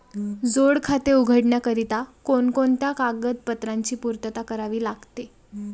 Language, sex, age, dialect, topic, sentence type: Marathi, female, 18-24, Standard Marathi, banking, question